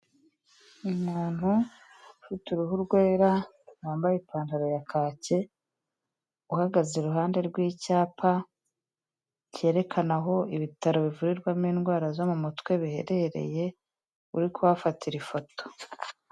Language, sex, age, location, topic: Kinyarwanda, female, 36-49, Kigali, health